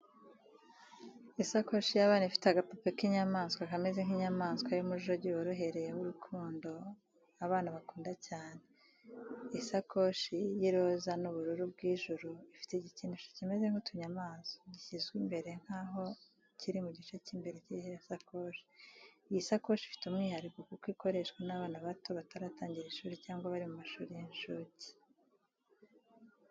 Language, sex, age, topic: Kinyarwanda, female, 36-49, education